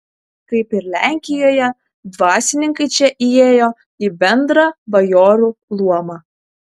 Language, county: Lithuanian, Kaunas